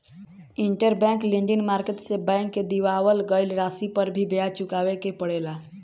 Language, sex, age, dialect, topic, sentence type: Bhojpuri, female, 18-24, Southern / Standard, banking, statement